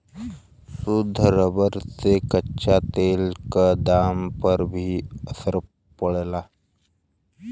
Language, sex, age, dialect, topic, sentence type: Bhojpuri, male, 18-24, Western, agriculture, statement